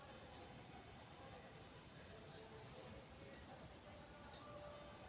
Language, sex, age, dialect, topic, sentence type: Maithili, male, 60-100, Angika, agriculture, statement